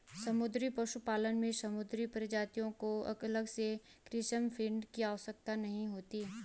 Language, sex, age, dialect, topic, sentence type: Hindi, female, 25-30, Garhwali, agriculture, statement